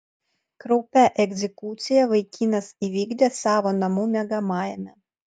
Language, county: Lithuanian, Utena